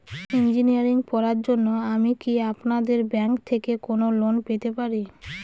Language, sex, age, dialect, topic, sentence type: Bengali, female, 25-30, Northern/Varendri, banking, question